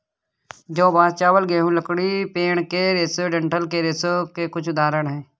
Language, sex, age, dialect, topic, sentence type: Hindi, male, 18-24, Kanauji Braj Bhasha, agriculture, statement